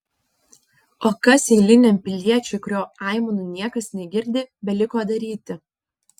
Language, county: Lithuanian, Panevėžys